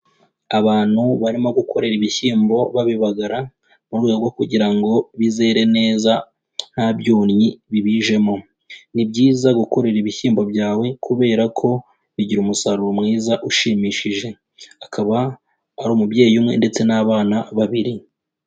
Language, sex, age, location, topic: Kinyarwanda, female, 25-35, Kigali, agriculture